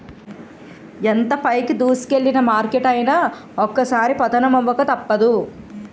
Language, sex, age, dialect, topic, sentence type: Telugu, female, 25-30, Utterandhra, banking, statement